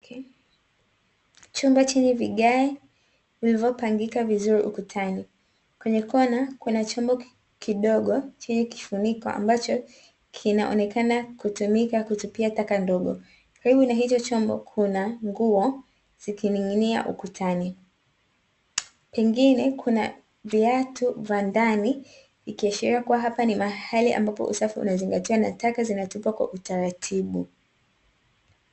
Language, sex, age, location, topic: Swahili, female, 18-24, Dar es Salaam, government